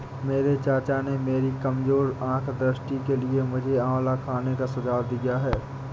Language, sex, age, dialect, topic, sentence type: Hindi, male, 60-100, Awadhi Bundeli, agriculture, statement